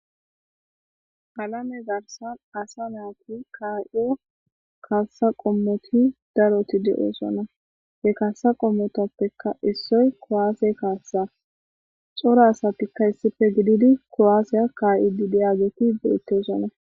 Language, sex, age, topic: Gamo, female, 25-35, government